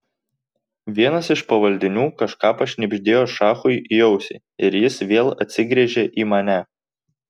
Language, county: Lithuanian, Tauragė